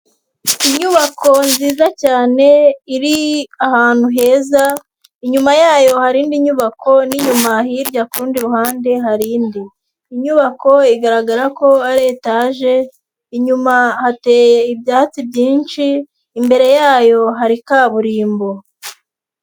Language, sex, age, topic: Kinyarwanda, female, 18-24, government